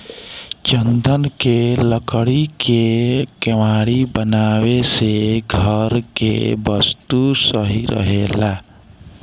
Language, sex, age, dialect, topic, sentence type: Bhojpuri, male, 18-24, Southern / Standard, agriculture, statement